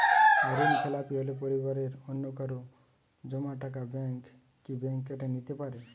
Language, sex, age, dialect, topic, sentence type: Bengali, male, 18-24, Western, banking, question